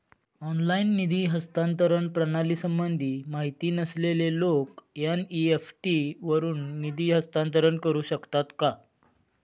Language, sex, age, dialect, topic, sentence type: Marathi, male, 25-30, Standard Marathi, banking, question